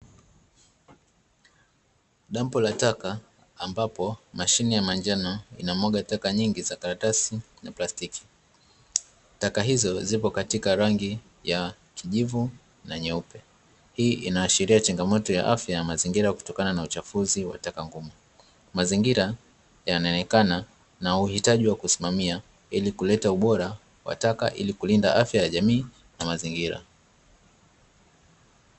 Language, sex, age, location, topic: Swahili, male, 25-35, Dar es Salaam, health